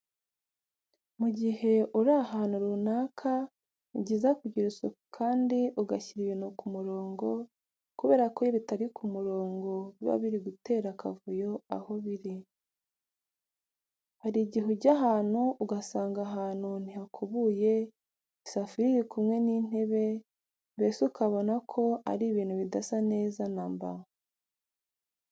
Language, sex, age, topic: Kinyarwanda, female, 36-49, education